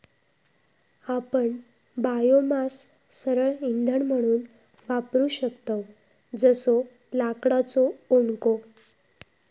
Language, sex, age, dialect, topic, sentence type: Marathi, female, 18-24, Southern Konkan, agriculture, statement